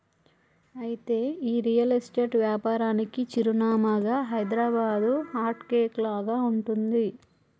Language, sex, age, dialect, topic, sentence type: Telugu, male, 36-40, Telangana, banking, statement